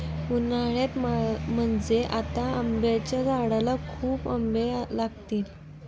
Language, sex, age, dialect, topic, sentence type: Marathi, female, 18-24, Standard Marathi, agriculture, statement